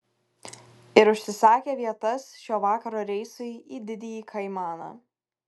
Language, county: Lithuanian, Kaunas